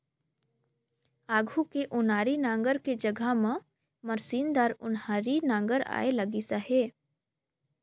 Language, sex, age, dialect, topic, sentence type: Chhattisgarhi, female, 18-24, Northern/Bhandar, agriculture, statement